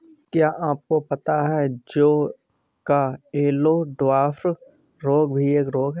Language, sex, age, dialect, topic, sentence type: Hindi, male, 36-40, Awadhi Bundeli, agriculture, statement